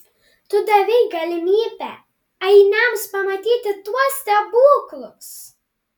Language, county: Lithuanian, Panevėžys